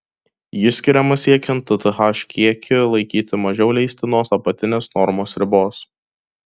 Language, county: Lithuanian, Kaunas